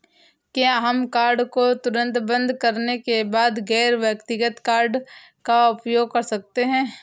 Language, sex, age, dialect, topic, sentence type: Hindi, female, 18-24, Awadhi Bundeli, banking, question